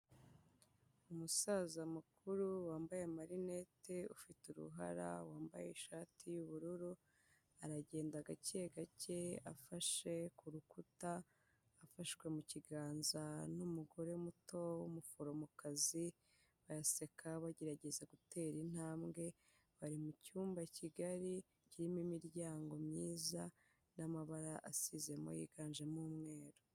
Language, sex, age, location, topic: Kinyarwanda, female, 18-24, Kigali, health